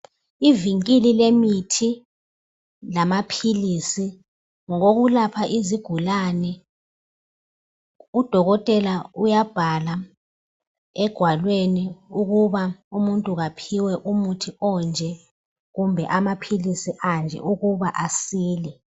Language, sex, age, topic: North Ndebele, female, 36-49, health